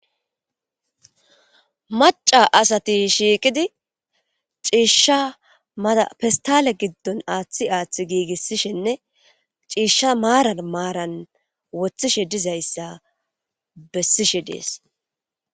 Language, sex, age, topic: Gamo, female, 18-24, agriculture